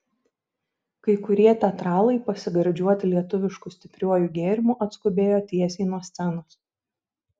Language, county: Lithuanian, Šiauliai